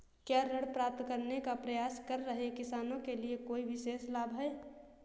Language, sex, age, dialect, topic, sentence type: Hindi, female, 18-24, Awadhi Bundeli, agriculture, statement